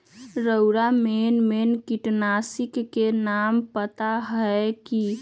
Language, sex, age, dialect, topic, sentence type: Magahi, male, 36-40, Western, agriculture, statement